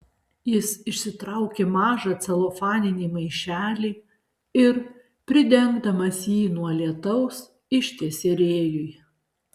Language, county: Lithuanian, Alytus